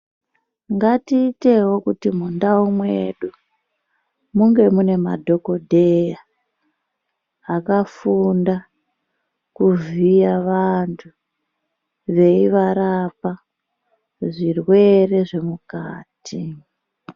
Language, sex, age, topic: Ndau, female, 36-49, health